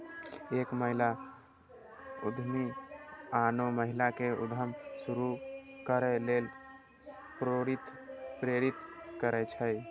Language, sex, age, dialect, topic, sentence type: Maithili, male, 18-24, Eastern / Thethi, banking, statement